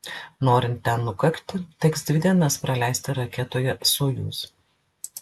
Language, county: Lithuanian, Klaipėda